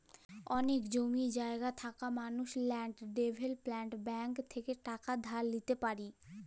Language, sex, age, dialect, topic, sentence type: Bengali, female, <18, Jharkhandi, banking, statement